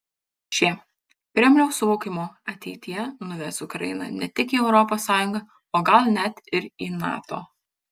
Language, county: Lithuanian, Kaunas